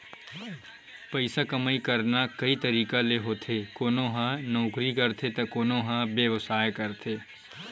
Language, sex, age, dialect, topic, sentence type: Chhattisgarhi, male, 18-24, Western/Budati/Khatahi, banking, statement